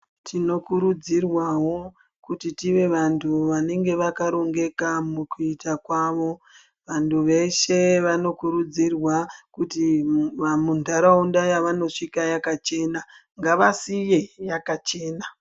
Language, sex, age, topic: Ndau, female, 25-35, health